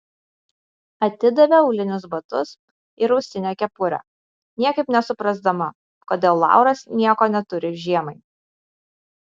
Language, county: Lithuanian, Vilnius